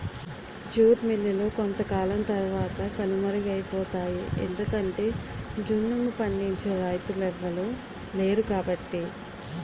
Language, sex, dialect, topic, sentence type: Telugu, female, Utterandhra, agriculture, statement